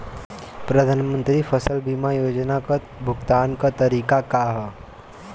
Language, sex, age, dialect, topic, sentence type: Bhojpuri, male, 18-24, Western, banking, question